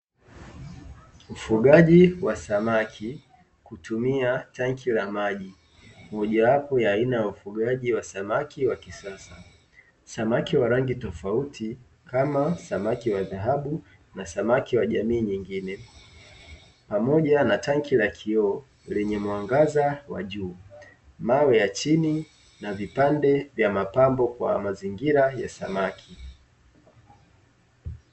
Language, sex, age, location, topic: Swahili, male, 25-35, Dar es Salaam, agriculture